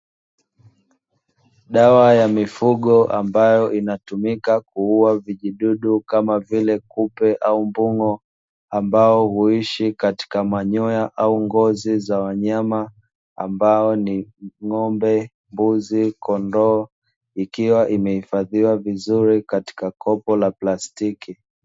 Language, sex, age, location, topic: Swahili, male, 25-35, Dar es Salaam, agriculture